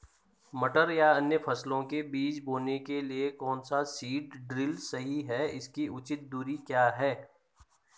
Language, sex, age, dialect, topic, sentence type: Hindi, male, 18-24, Garhwali, agriculture, question